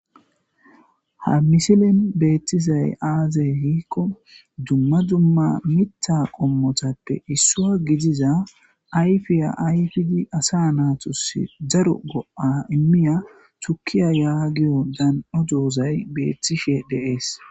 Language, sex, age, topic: Gamo, male, 25-35, agriculture